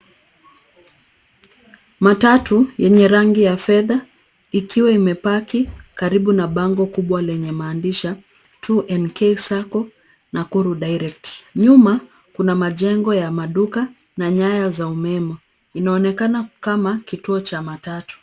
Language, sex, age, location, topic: Swahili, female, 18-24, Nairobi, government